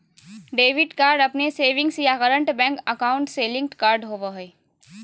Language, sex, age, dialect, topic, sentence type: Magahi, female, 18-24, Southern, banking, statement